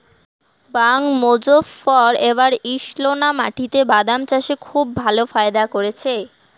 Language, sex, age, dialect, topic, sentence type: Bengali, female, 18-24, Rajbangshi, agriculture, question